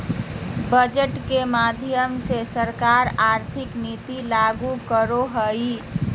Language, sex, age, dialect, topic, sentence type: Magahi, female, 31-35, Southern, banking, statement